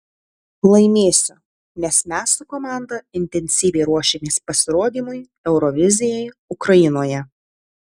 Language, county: Lithuanian, Tauragė